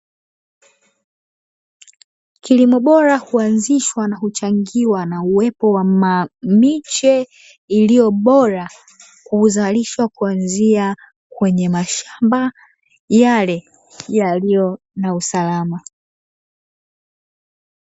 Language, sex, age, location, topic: Swahili, female, 18-24, Dar es Salaam, agriculture